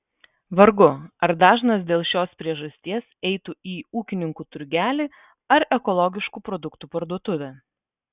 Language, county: Lithuanian, Vilnius